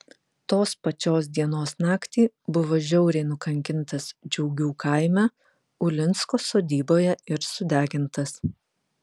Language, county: Lithuanian, Vilnius